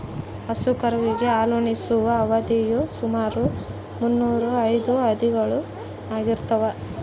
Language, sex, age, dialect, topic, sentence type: Kannada, female, 25-30, Central, agriculture, statement